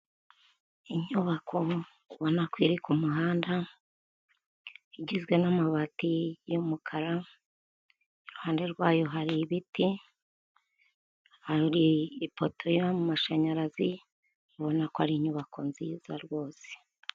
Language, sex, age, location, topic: Kinyarwanda, female, 50+, Kigali, government